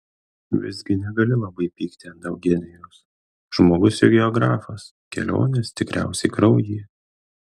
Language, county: Lithuanian, Kaunas